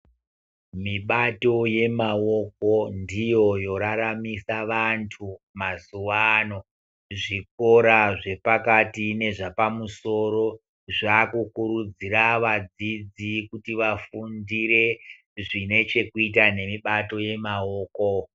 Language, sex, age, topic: Ndau, female, 50+, education